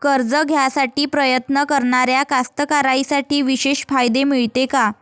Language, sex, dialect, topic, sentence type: Marathi, female, Varhadi, agriculture, statement